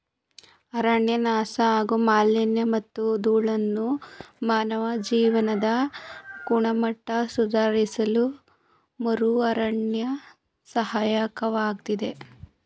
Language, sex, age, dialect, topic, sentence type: Kannada, female, 18-24, Mysore Kannada, agriculture, statement